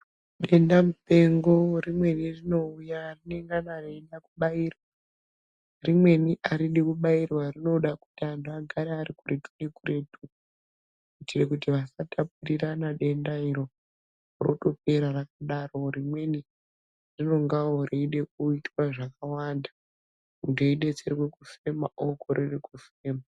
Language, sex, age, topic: Ndau, male, 18-24, health